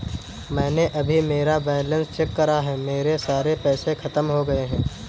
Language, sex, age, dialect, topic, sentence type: Hindi, male, 18-24, Kanauji Braj Bhasha, banking, statement